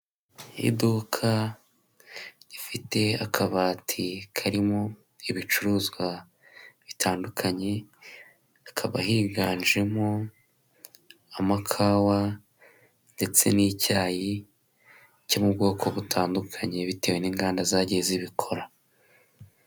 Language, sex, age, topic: Kinyarwanda, male, 18-24, finance